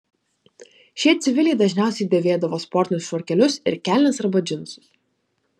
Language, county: Lithuanian, Klaipėda